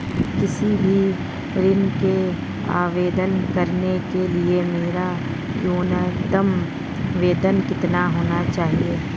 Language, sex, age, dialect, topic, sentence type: Hindi, female, 36-40, Marwari Dhudhari, banking, question